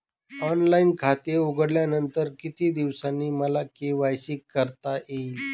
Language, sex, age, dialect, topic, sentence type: Marathi, male, 41-45, Northern Konkan, banking, question